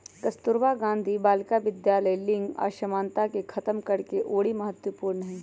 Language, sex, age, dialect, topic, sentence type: Magahi, female, 31-35, Western, banking, statement